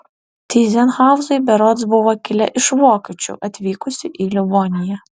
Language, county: Lithuanian, Alytus